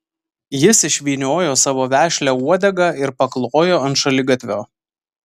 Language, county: Lithuanian, Vilnius